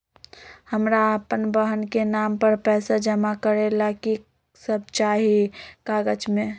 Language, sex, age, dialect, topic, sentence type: Magahi, female, 25-30, Western, banking, question